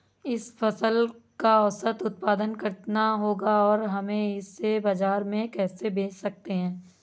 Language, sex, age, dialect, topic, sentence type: Hindi, female, 25-30, Awadhi Bundeli, agriculture, question